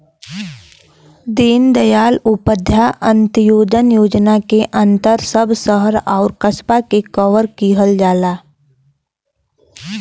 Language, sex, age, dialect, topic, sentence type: Bhojpuri, female, 18-24, Western, banking, statement